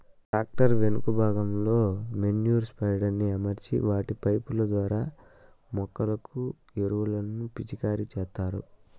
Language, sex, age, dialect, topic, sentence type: Telugu, male, 25-30, Southern, agriculture, statement